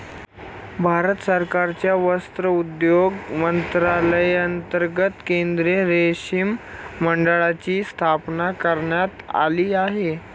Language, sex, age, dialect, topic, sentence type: Marathi, male, 18-24, Standard Marathi, agriculture, statement